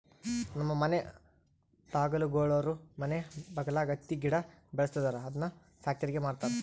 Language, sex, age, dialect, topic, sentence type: Kannada, female, 18-24, Central, agriculture, statement